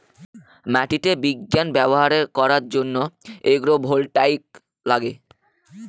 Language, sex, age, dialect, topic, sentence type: Bengali, male, <18, Northern/Varendri, agriculture, statement